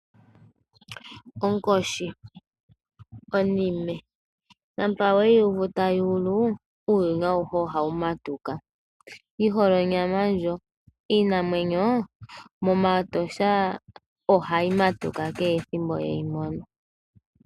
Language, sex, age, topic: Oshiwambo, female, 18-24, agriculture